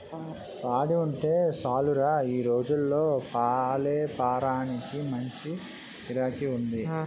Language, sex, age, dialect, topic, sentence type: Telugu, male, 31-35, Utterandhra, agriculture, statement